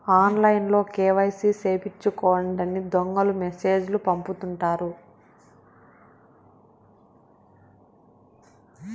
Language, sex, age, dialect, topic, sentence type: Telugu, male, 56-60, Southern, banking, statement